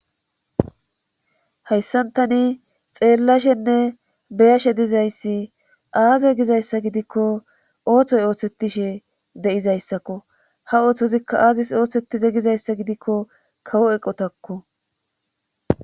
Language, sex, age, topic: Gamo, female, 18-24, government